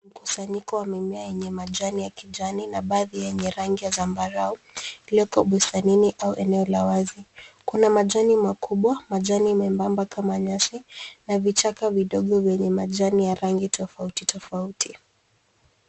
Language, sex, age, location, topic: Swahili, female, 25-35, Nairobi, health